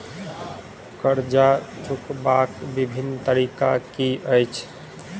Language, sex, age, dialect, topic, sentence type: Maithili, male, 25-30, Southern/Standard, banking, statement